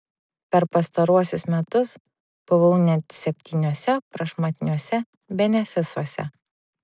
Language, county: Lithuanian, Vilnius